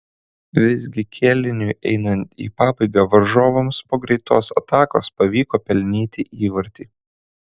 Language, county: Lithuanian, Kaunas